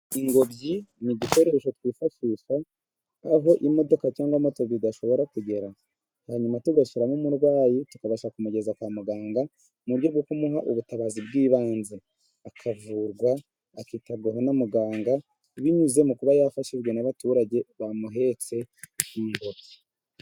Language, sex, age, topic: Kinyarwanda, male, 18-24, government